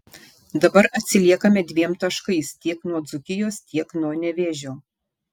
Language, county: Lithuanian, Šiauliai